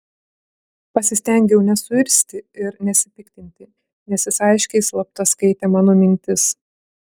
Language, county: Lithuanian, Klaipėda